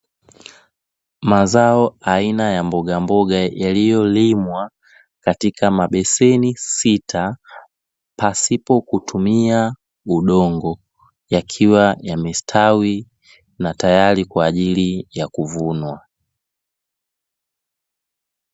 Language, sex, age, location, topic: Swahili, male, 25-35, Dar es Salaam, agriculture